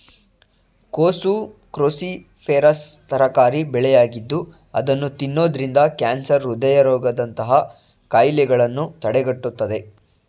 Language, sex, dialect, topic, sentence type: Kannada, male, Mysore Kannada, agriculture, statement